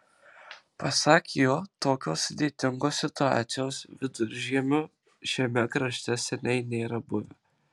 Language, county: Lithuanian, Marijampolė